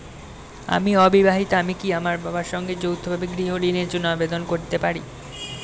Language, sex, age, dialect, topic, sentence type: Bengali, male, 18-24, Standard Colloquial, banking, question